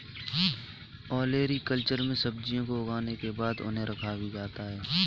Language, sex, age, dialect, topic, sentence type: Hindi, male, 31-35, Kanauji Braj Bhasha, agriculture, statement